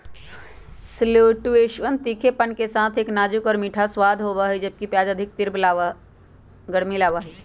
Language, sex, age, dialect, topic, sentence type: Magahi, female, 41-45, Western, agriculture, statement